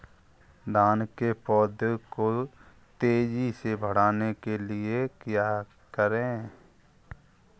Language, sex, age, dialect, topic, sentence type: Hindi, male, 51-55, Kanauji Braj Bhasha, agriculture, question